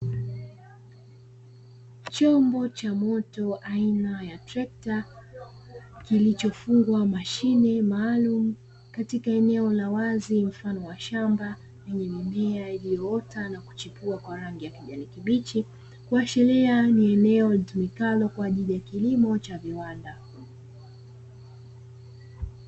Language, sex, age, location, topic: Swahili, female, 25-35, Dar es Salaam, agriculture